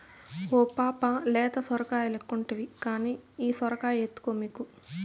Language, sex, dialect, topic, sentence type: Telugu, female, Southern, agriculture, statement